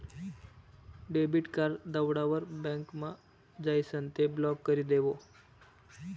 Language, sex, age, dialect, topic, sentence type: Marathi, male, 18-24, Northern Konkan, banking, statement